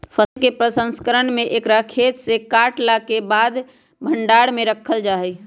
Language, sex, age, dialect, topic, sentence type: Magahi, female, 31-35, Western, agriculture, statement